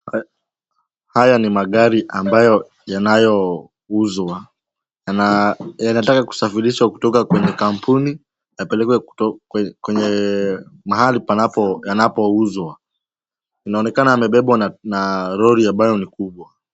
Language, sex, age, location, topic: Swahili, male, 18-24, Nairobi, finance